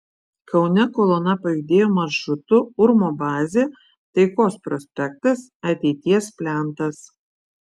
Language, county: Lithuanian, Vilnius